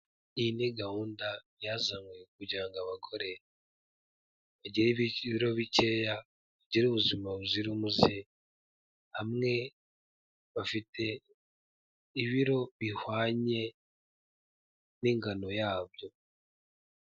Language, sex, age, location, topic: Kinyarwanda, male, 18-24, Kigali, health